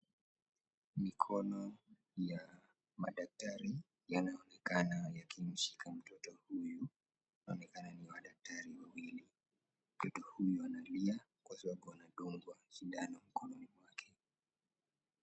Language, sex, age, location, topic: Swahili, male, 18-24, Kisii, health